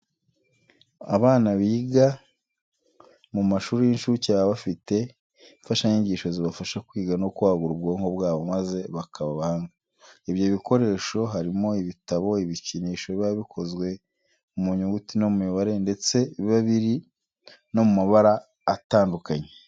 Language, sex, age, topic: Kinyarwanda, male, 25-35, education